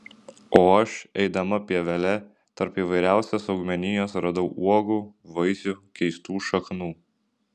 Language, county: Lithuanian, Šiauliai